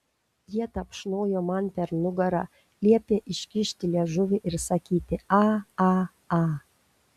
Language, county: Lithuanian, Šiauliai